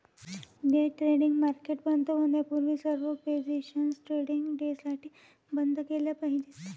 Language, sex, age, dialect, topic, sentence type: Marathi, female, 18-24, Varhadi, banking, statement